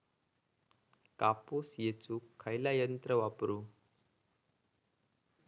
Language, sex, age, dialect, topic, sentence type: Marathi, female, 41-45, Southern Konkan, agriculture, question